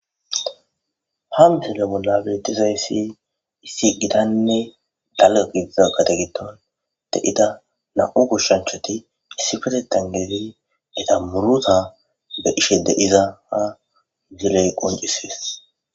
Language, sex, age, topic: Gamo, male, 18-24, agriculture